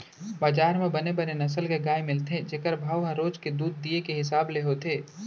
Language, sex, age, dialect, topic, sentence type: Chhattisgarhi, male, 25-30, Central, agriculture, statement